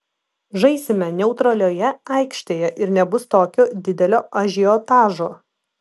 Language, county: Lithuanian, Vilnius